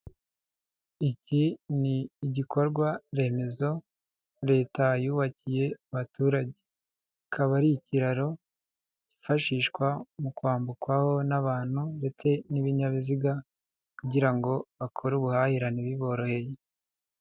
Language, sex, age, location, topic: Kinyarwanda, male, 25-35, Nyagatare, government